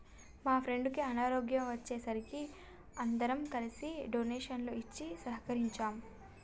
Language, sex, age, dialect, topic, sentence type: Telugu, female, 18-24, Telangana, banking, statement